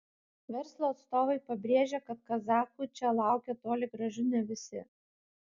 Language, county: Lithuanian, Kaunas